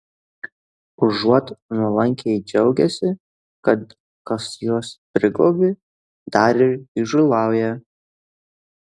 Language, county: Lithuanian, Kaunas